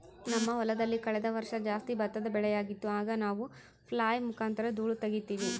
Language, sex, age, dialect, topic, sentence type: Kannada, female, 25-30, Central, agriculture, statement